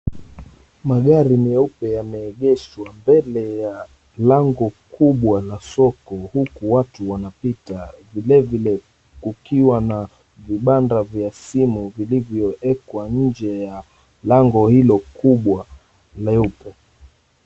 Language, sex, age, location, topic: Swahili, male, 25-35, Mombasa, government